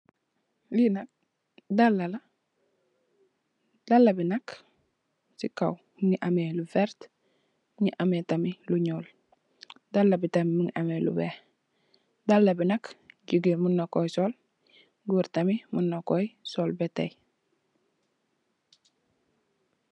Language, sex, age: Wolof, female, 18-24